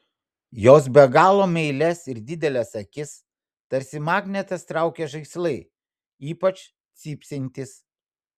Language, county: Lithuanian, Vilnius